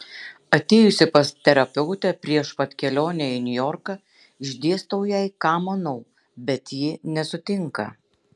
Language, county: Lithuanian, Šiauliai